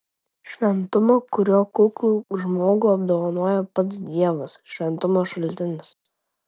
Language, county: Lithuanian, Tauragė